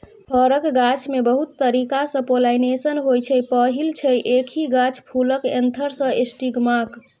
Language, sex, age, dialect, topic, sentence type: Maithili, female, 25-30, Bajjika, agriculture, statement